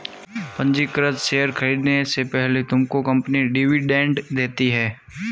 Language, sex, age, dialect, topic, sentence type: Hindi, male, 25-30, Marwari Dhudhari, banking, statement